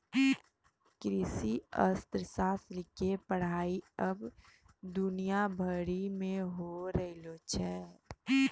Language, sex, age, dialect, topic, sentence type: Maithili, female, 18-24, Angika, banking, statement